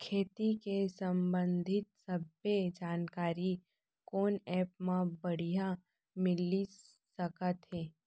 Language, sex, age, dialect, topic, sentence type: Chhattisgarhi, female, 18-24, Central, agriculture, question